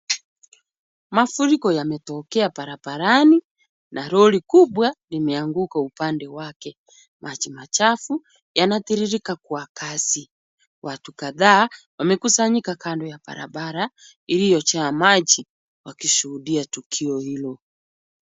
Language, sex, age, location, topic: Swahili, female, 36-49, Kisumu, health